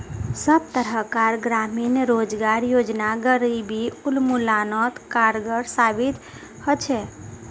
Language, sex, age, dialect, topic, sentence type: Magahi, female, 41-45, Northeastern/Surjapuri, banking, statement